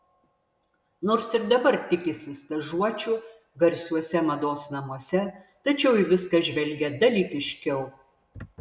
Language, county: Lithuanian, Vilnius